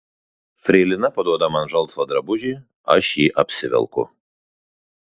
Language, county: Lithuanian, Kaunas